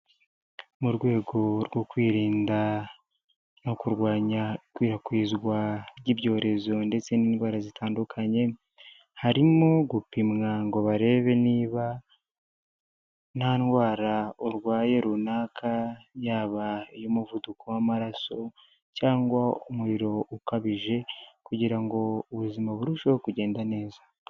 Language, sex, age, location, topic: Kinyarwanda, male, 25-35, Huye, health